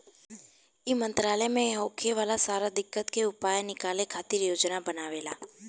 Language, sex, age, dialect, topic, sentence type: Bhojpuri, female, 18-24, Southern / Standard, agriculture, statement